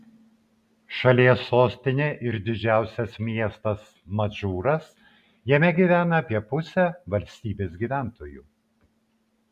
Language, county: Lithuanian, Vilnius